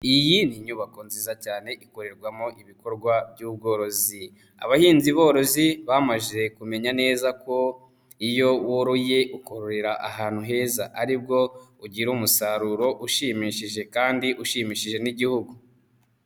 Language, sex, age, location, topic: Kinyarwanda, male, 18-24, Nyagatare, agriculture